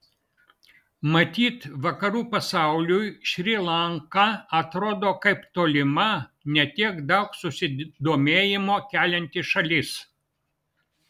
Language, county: Lithuanian, Vilnius